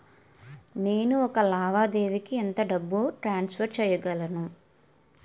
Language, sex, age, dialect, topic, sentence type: Telugu, female, 18-24, Utterandhra, banking, question